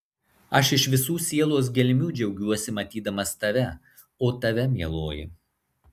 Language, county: Lithuanian, Marijampolė